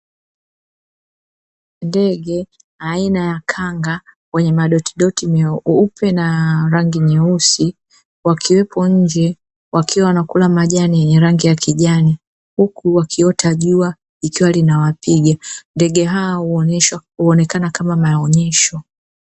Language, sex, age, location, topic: Swahili, female, 36-49, Dar es Salaam, agriculture